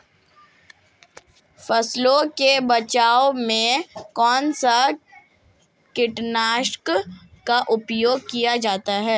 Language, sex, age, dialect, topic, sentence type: Hindi, female, 18-24, Marwari Dhudhari, agriculture, question